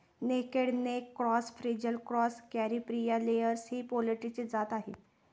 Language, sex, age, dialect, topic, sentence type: Marathi, female, 18-24, Standard Marathi, agriculture, statement